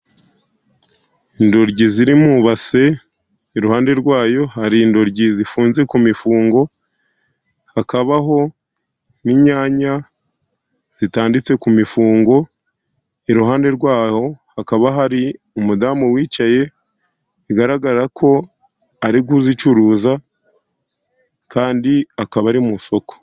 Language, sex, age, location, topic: Kinyarwanda, male, 50+, Musanze, finance